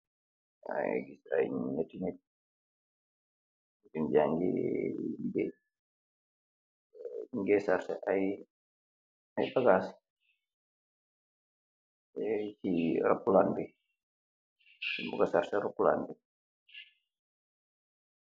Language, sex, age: Wolof, male, 36-49